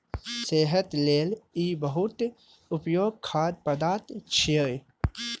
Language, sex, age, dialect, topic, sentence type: Maithili, male, 25-30, Eastern / Thethi, agriculture, statement